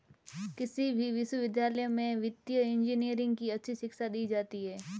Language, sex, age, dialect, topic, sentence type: Hindi, female, 18-24, Marwari Dhudhari, banking, statement